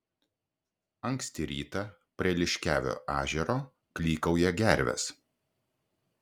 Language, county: Lithuanian, Klaipėda